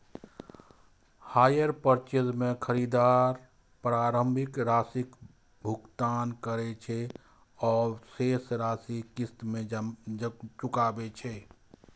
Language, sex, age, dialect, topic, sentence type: Maithili, male, 25-30, Eastern / Thethi, banking, statement